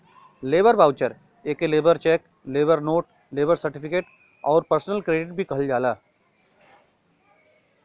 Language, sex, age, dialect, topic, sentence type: Bhojpuri, male, 41-45, Western, banking, statement